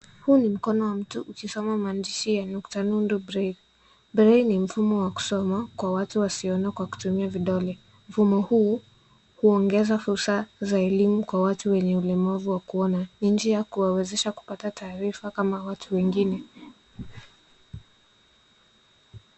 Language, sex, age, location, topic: Swahili, male, 18-24, Nairobi, education